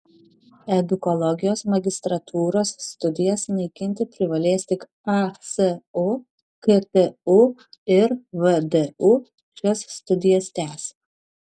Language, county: Lithuanian, Šiauliai